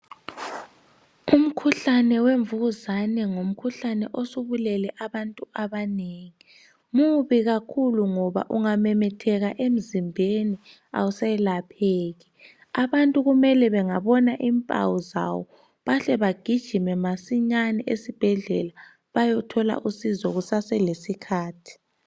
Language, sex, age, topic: North Ndebele, male, 36-49, health